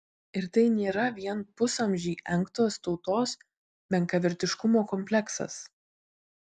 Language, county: Lithuanian, Vilnius